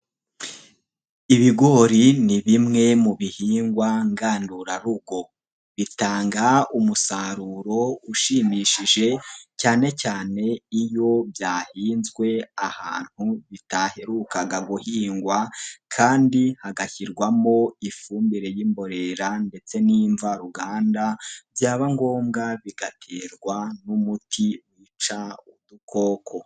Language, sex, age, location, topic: Kinyarwanda, male, 18-24, Nyagatare, agriculture